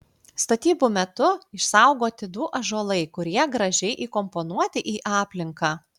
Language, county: Lithuanian, Klaipėda